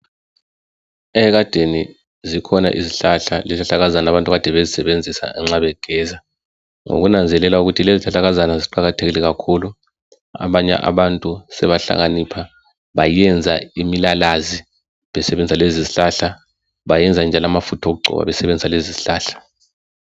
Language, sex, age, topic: North Ndebele, male, 36-49, health